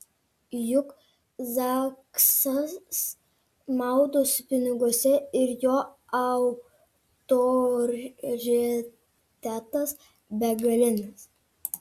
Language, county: Lithuanian, Kaunas